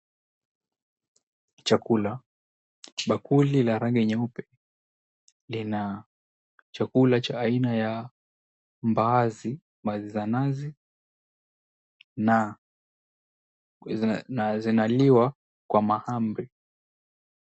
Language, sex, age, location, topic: Swahili, male, 18-24, Mombasa, agriculture